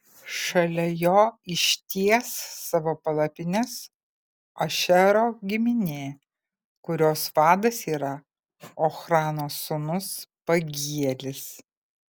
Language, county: Lithuanian, Kaunas